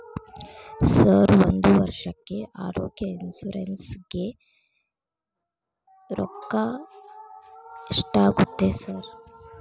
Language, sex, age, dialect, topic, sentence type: Kannada, female, 25-30, Dharwad Kannada, banking, question